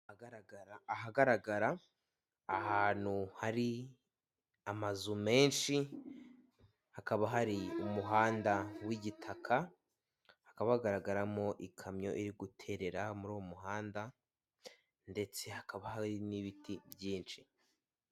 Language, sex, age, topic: Kinyarwanda, male, 18-24, government